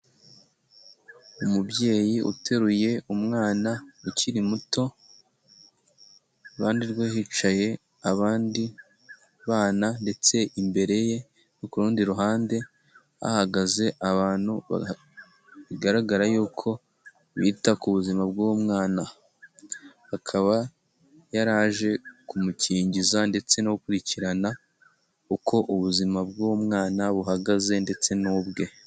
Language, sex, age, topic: Kinyarwanda, male, 18-24, health